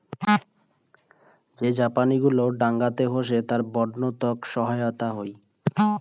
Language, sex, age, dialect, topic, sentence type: Bengali, male, 18-24, Rajbangshi, agriculture, statement